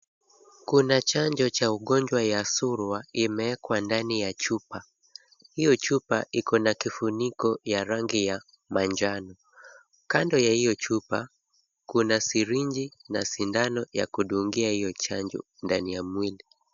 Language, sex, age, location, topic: Swahili, male, 25-35, Kisumu, health